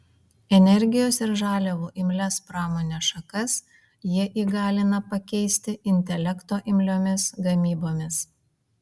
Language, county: Lithuanian, Vilnius